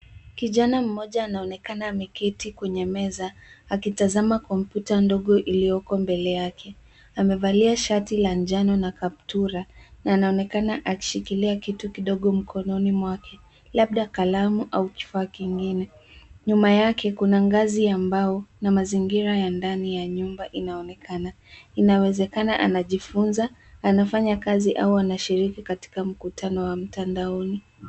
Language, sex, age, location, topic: Swahili, female, 18-24, Nairobi, education